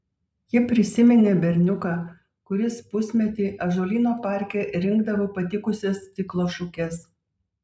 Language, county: Lithuanian, Vilnius